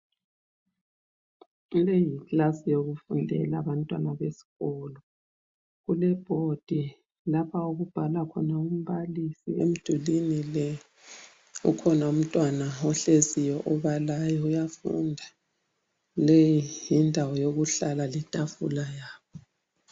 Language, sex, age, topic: North Ndebele, female, 50+, education